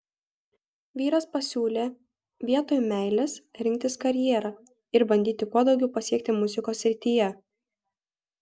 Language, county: Lithuanian, Kaunas